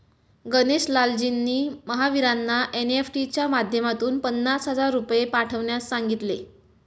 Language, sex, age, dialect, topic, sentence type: Marathi, female, 18-24, Standard Marathi, banking, statement